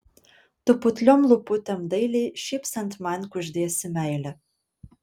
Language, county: Lithuanian, Panevėžys